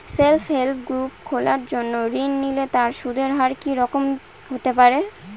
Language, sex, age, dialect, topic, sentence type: Bengali, female, 18-24, Northern/Varendri, banking, question